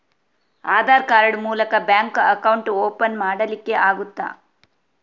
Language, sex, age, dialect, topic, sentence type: Kannada, female, 36-40, Coastal/Dakshin, banking, question